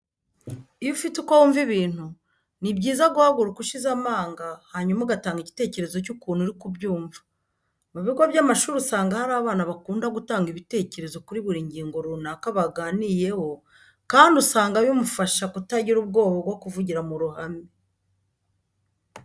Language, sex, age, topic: Kinyarwanda, female, 50+, education